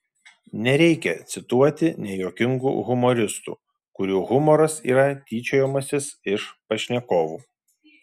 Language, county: Lithuanian, Šiauliai